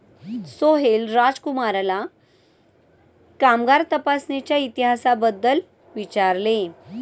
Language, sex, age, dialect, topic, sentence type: Marathi, female, 31-35, Standard Marathi, banking, statement